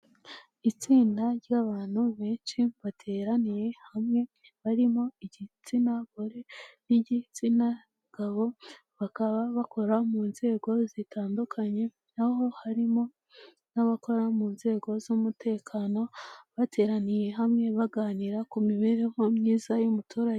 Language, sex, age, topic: Kinyarwanda, female, 18-24, health